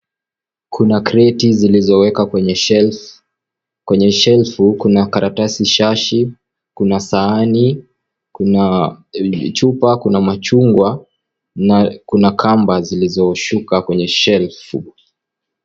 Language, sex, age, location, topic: Swahili, male, 18-24, Kisii, finance